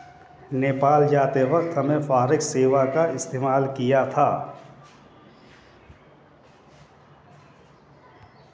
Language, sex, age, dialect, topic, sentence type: Hindi, male, 36-40, Hindustani Malvi Khadi Boli, banking, statement